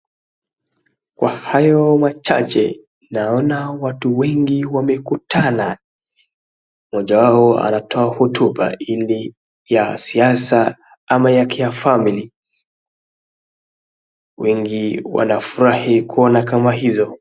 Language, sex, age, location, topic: Swahili, male, 18-24, Wajir, health